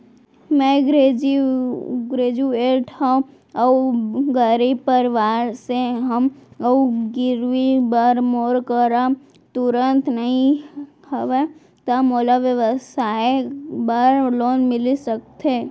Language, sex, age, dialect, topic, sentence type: Chhattisgarhi, female, 18-24, Central, banking, question